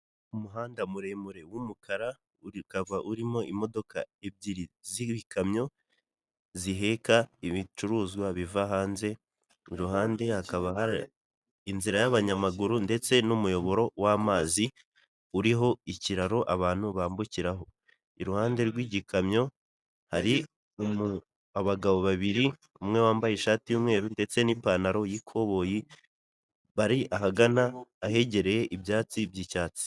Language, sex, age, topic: Kinyarwanda, male, 18-24, government